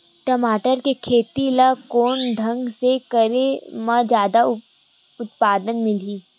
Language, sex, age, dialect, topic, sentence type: Chhattisgarhi, female, 18-24, Western/Budati/Khatahi, agriculture, question